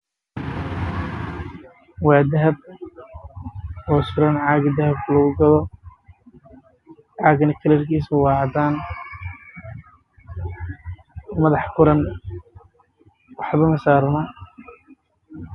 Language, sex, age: Somali, male, 18-24